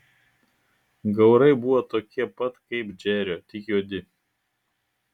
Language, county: Lithuanian, Klaipėda